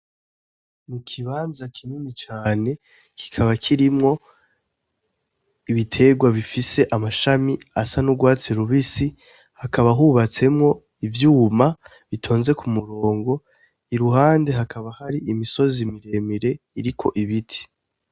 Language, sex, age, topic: Rundi, male, 18-24, agriculture